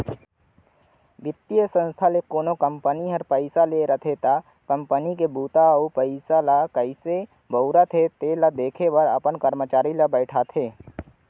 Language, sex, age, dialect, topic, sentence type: Chhattisgarhi, male, 25-30, Central, banking, statement